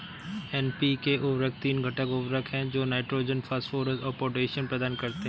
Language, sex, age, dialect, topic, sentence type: Hindi, male, 31-35, Awadhi Bundeli, agriculture, statement